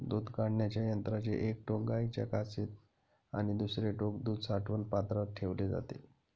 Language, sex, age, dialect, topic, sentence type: Marathi, male, 31-35, Standard Marathi, agriculture, statement